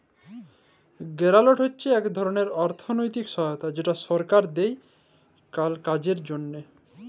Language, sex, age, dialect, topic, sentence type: Bengali, male, 25-30, Jharkhandi, banking, statement